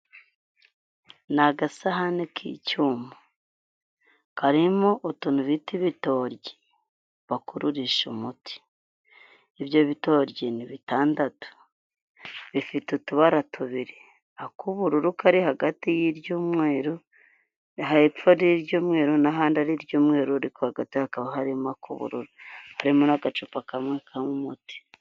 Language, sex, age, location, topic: Kinyarwanda, female, 25-35, Huye, health